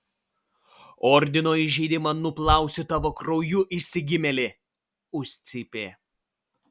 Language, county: Lithuanian, Vilnius